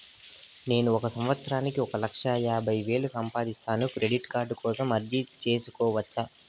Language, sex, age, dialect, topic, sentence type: Telugu, male, 18-24, Southern, banking, question